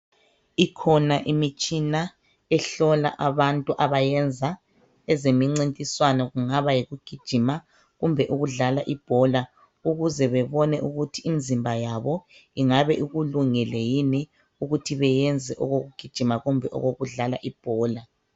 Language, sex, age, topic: North Ndebele, male, 36-49, health